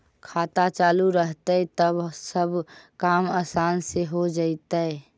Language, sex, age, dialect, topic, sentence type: Magahi, female, 18-24, Central/Standard, banking, question